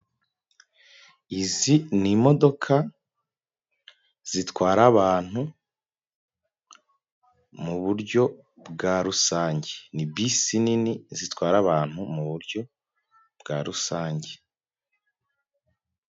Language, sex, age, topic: Kinyarwanda, male, 25-35, government